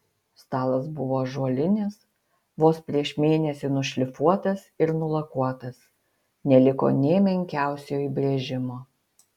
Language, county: Lithuanian, Utena